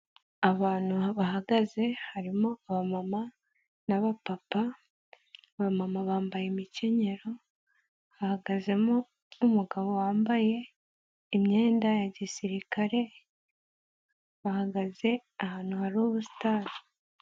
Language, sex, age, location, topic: Kinyarwanda, female, 18-24, Nyagatare, government